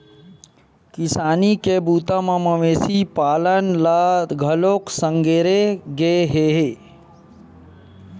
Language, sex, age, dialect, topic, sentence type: Chhattisgarhi, male, 25-30, Western/Budati/Khatahi, agriculture, statement